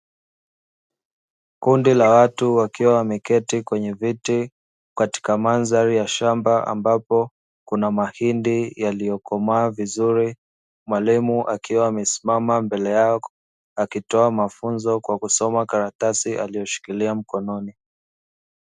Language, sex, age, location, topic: Swahili, male, 25-35, Dar es Salaam, education